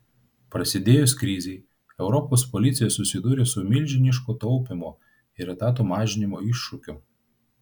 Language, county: Lithuanian, Vilnius